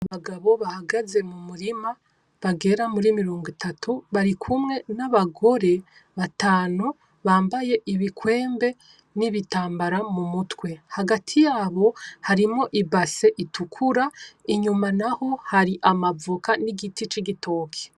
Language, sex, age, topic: Rundi, female, 25-35, agriculture